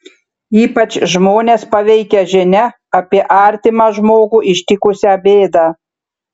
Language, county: Lithuanian, Šiauliai